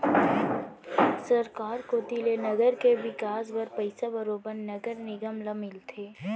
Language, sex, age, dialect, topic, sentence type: Chhattisgarhi, female, 18-24, Central, banking, statement